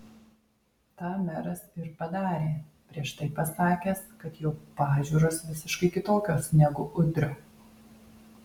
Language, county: Lithuanian, Alytus